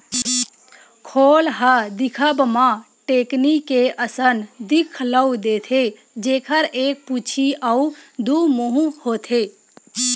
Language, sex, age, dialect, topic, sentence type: Chhattisgarhi, female, 25-30, Western/Budati/Khatahi, agriculture, statement